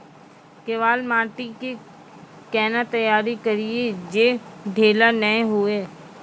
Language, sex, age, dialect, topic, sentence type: Maithili, female, 25-30, Angika, agriculture, question